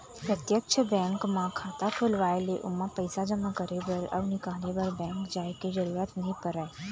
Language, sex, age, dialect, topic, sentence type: Chhattisgarhi, female, 18-24, Eastern, banking, statement